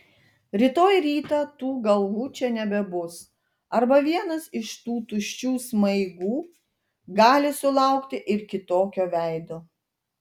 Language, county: Lithuanian, Telšiai